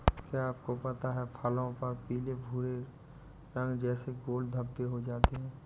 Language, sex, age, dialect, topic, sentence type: Hindi, male, 18-24, Awadhi Bundeli, agriculture, statement